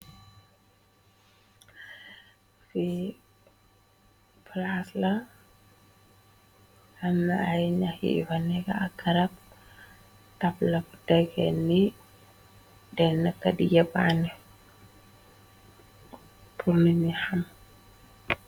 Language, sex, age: Wolof, female, 18-24